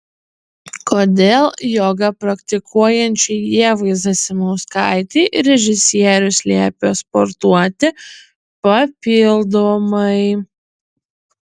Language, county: Lithuanian, Utena